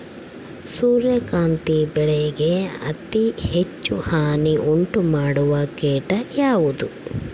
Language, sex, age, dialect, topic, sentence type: Kannada, female, 25-30, Central, agriculture, question